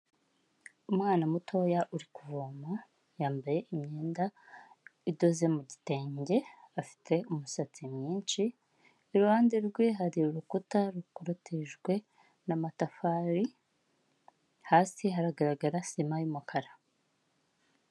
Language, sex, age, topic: Kinyarwanda, female, 18-24, health